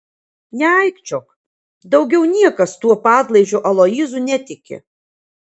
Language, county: Lithuanian, Kaunas